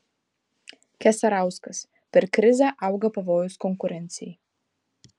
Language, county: Lithuanian, Vilnius